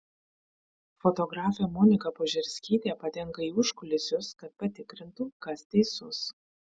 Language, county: Lithuanian, Vilnius